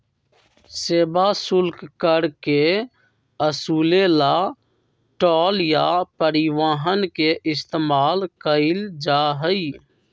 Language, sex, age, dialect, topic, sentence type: Magahi, male, 25-30, Western, banking, statement